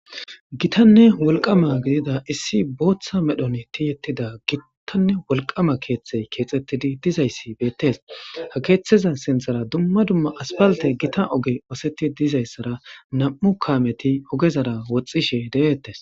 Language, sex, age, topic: Gamo, female, 18-24, government